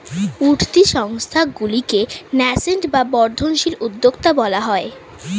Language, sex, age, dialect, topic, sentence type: Bengali, female, 25-30, Standard Colloquial, banking, statement